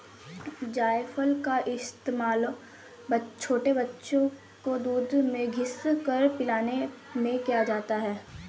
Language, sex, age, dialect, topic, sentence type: Hindi, female, 18-24, Kanauji Braj Bhasha, agriculture, statement